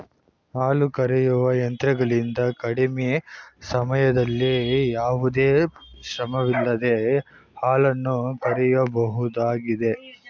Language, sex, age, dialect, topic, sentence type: Kannada, male, 18-24, Mysore Kannada, agriculture, statement